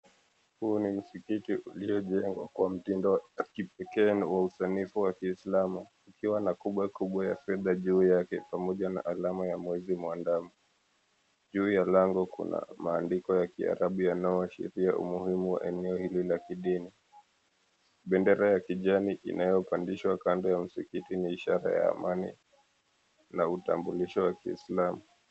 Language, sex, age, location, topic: Swahili, male, 25-35, Mombasa, government